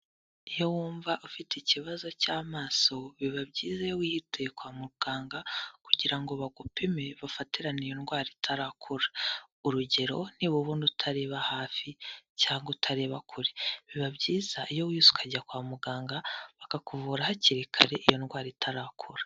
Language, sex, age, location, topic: Kinyarwanda, female, 18-24, Kigali, health